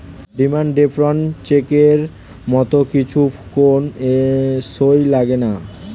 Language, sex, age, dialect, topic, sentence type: Bengali, male, 18-24, Standard Colloquial, banking, statement